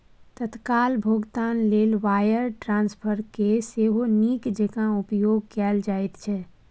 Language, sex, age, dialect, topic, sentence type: Maithili, female, 18-24, Bajjika, banking, statement